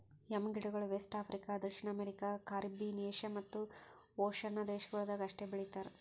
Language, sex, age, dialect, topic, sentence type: Kannada, female, 18-24, Northeastern, agriculture, statement